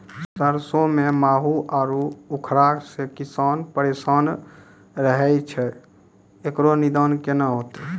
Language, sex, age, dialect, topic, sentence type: Maithili, male, 18-24, Angika, agriculture, question